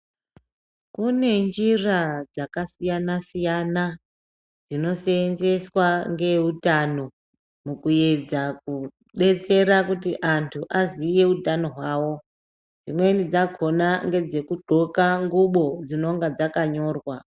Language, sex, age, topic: Ndau, male, 25-35, health